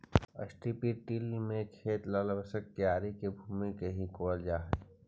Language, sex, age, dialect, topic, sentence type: Magahi, male, 46-50, Central/Standard, banking, statement